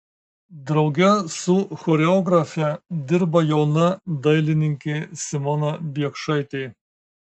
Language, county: Lithuanian, Marijampolė